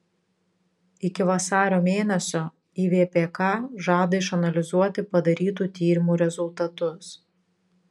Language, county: Lithuanian, Vilnius